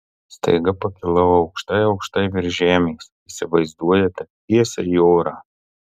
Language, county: Lithuanian, Marijampolė